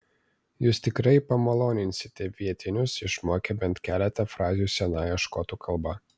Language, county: Lithuanian, Vilnius